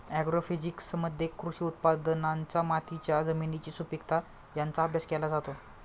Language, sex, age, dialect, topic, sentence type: Marathi, male, 25-30, Standard Marathi, agriculture, statement